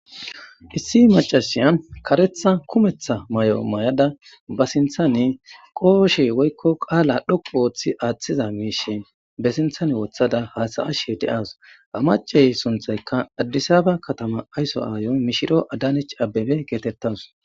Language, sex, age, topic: Gamo, female, 25-35, government